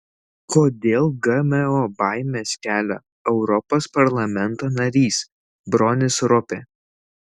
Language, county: Lithuanian, Šiauliai